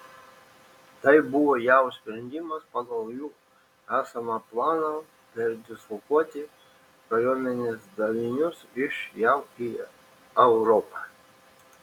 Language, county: Lithuanian, Šiauliai